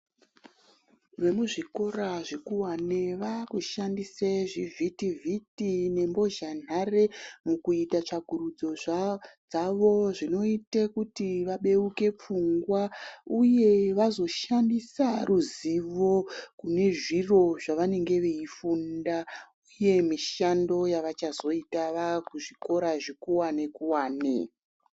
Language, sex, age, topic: Ndau, female, 36-49, education